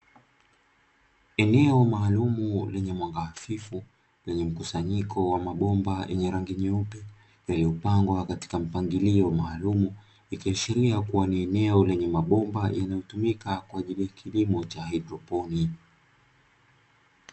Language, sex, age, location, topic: Swahili, male, 25-35, Dar es Salaam, agriculture